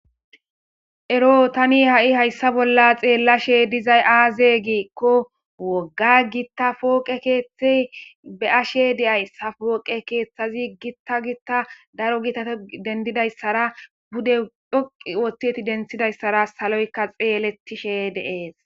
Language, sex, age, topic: Gamo, male, 18-24, government